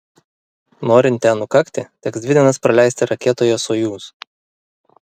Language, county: Lithuanian, Vilnius